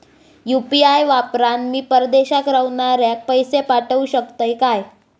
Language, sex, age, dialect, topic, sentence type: Marathi, female, 18-24, Southern Konkan, banking, question